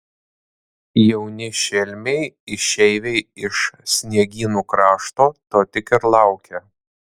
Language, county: Lithuanian, Panevėžys